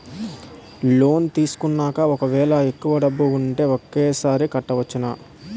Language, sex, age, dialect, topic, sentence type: Telugu, male, 18-24, Utterandhra, banking, question